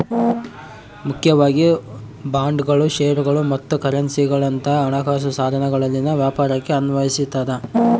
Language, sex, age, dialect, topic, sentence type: Kannada, male, 25-30, Central, banking, statement